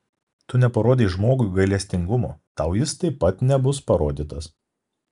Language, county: Lithuanian, Kaunas